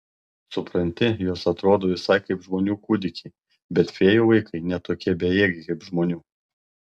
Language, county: Lithuanian, Panevėžys